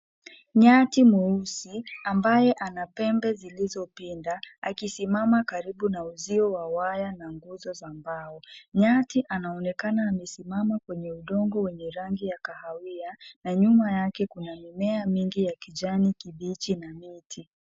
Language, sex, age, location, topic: Swahili, female, 18-24, Nairobi, government